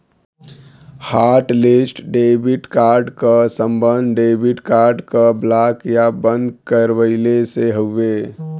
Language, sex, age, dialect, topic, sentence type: Bhojpuri, male, 36-40, Western, banking, statement